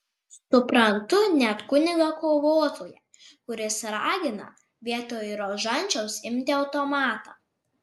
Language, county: Lithuanian, Marijampolė